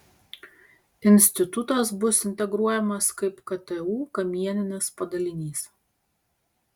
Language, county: Lithuanian, Panevėžys